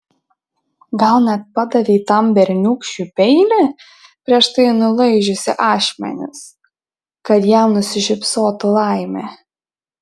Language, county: Lithuanian, Šiauliai